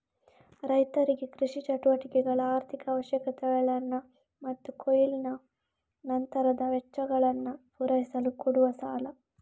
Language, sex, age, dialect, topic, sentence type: Kannada, female, 36-40, Coastal/Dakshin, agriculture, statement